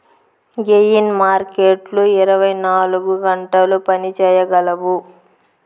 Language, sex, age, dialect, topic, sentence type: Telugu, female, 25-30, Southern, banking, statement